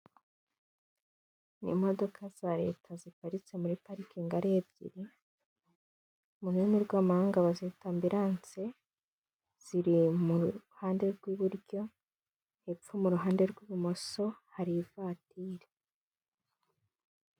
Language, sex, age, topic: Kinyarwanda, female, 18-24, government